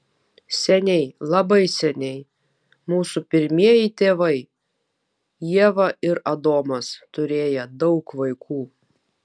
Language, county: Lithuanian, Vilnius